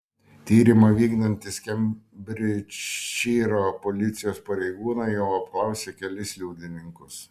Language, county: Lithuanian, Šiauliai